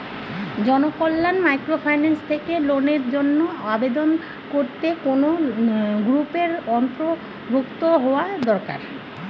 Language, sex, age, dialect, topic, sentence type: Bengali, female, 41-45, Standard Colloquial, banking, question